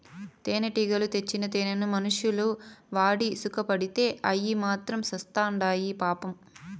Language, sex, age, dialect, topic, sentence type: Telugu, female, 18-24, Southern, agriculture, statement